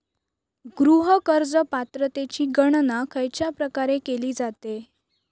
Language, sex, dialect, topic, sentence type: Marathi, female, Southern Konkan, banking, question